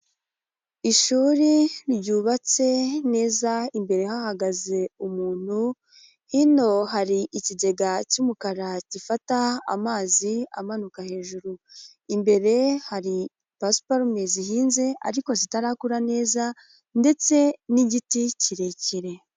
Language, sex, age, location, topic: Kinyarwanda, female, 18-24, Nyagatare, education